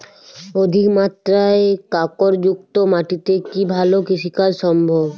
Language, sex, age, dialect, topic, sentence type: Bengali, female, 41-45, Jharkhandi, agriculture, question